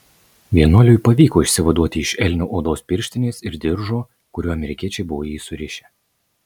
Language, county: Lithuanian, Marijampolė